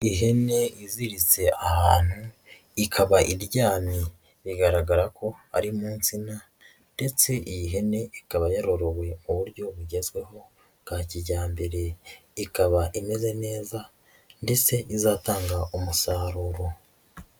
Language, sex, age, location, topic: Kinyarwanda, male, 25-35, Huye, agriculture